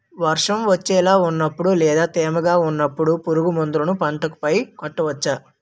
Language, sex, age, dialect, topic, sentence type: Telugu, male, 18-24, Utterandhra, agriculture, question